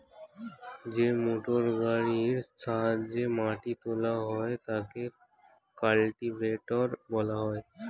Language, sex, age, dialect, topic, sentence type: Bengali, male, <18, Standard Colloquial, agriculture, statement